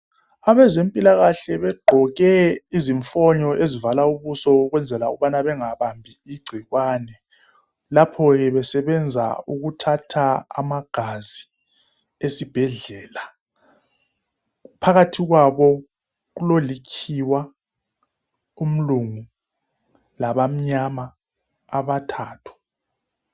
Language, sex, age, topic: North Ndebele, male, 36-49, health